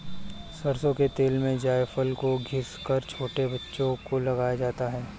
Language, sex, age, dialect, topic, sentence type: Hindi, male, 25-30, Kanauji Braj Bhasha, agriculture, statement